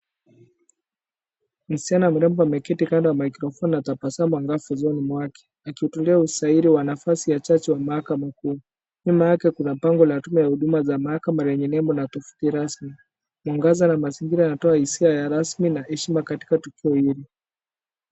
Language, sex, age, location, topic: Swahili, male, 25-35, Kisumu, government